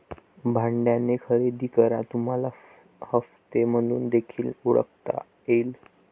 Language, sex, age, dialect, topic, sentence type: Marathi, male, 18-24, Varhadi, banking, statement